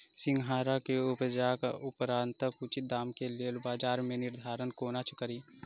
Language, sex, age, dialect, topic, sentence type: Maithili, female, 25-30, Southern/Standard, agriculture, question